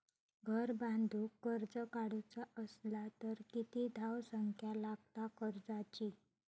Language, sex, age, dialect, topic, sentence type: Marathi, female, 25-30, Southern Konkan, banking, question